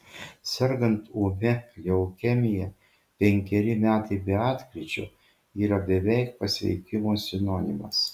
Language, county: Lithuanian, Šiauliai